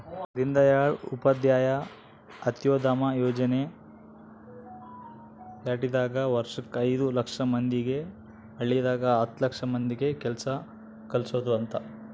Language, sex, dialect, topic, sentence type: Kannada, male, Central, banking, statement